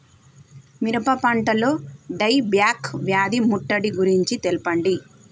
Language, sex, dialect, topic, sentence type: Telugu, female, Telangana, agriculture, question